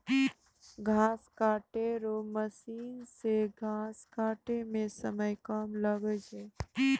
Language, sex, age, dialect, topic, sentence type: Maithili, female, 18-24, Angika, agriculture, statement